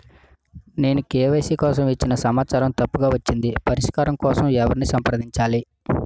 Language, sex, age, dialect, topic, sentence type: Telugu, male, 25-30, Utterandhra, banking, question